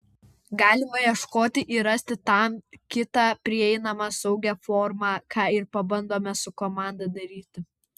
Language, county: Lithuanian, Vilnius